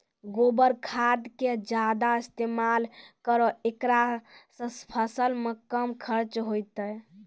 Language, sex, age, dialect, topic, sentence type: Maithili, female, 18-24, Angika, agriculture, question